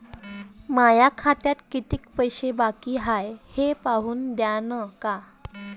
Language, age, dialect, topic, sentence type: Marathi, 18-24, Varhadi, banking, question